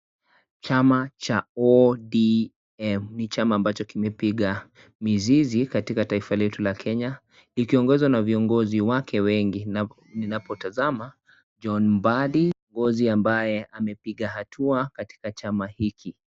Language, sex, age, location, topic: Swahili, male, 25-35, Kisii, government